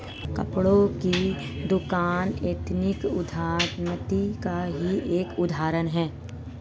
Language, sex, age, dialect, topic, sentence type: Hindi, female, 36-40, Marwari Dhudhari, banking, statement